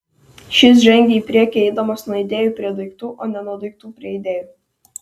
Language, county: Lithuanian, Vilnius